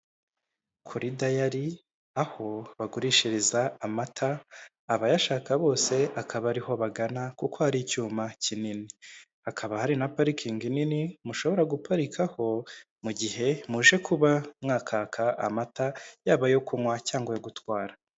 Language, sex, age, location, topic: Kinyarwanda, male, 25-35, Kigali, finance